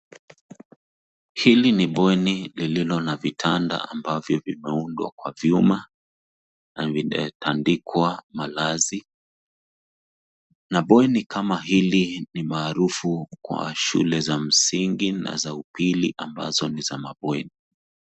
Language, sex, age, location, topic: Swahili, male, 36-49, Nairobi, education